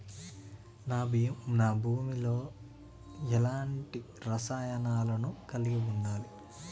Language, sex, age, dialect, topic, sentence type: Telugu, male, 25-30, Telangana, agriculture, question